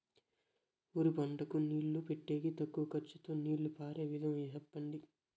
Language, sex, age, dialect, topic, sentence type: Telugu, male, 41-45, Southern, agriculture, question